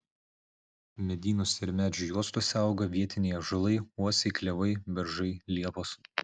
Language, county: Lithuanian, Vilnius